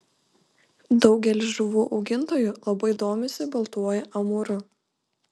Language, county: Lithuanian, Panevėžys